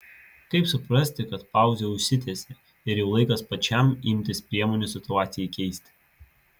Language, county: Lithuanian, Vilnius